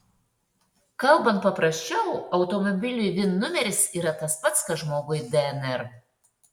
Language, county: Lithuanian, Šiauliai